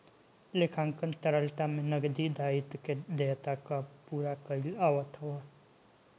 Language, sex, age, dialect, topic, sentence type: Bhojpuri, male, 18-24, Northern, banking, statement